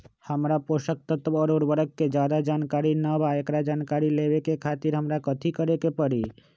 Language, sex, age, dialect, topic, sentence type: Magahi, male, 25-30, Western, agriculture, question